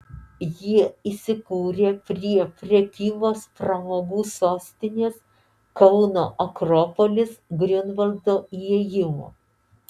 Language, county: Lithuanian, Alytus